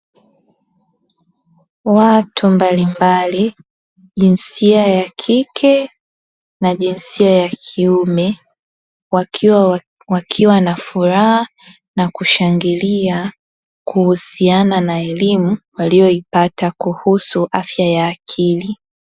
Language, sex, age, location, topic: Swahili, female, 18-24, Dar es Salaam, health